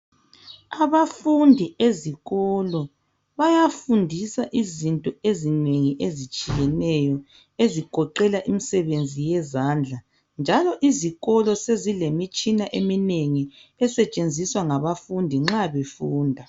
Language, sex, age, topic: North Ndebele, female, 25-35, education